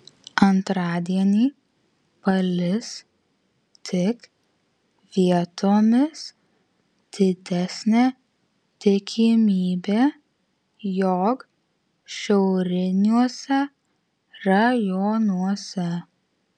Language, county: Lithuanian, Vilnius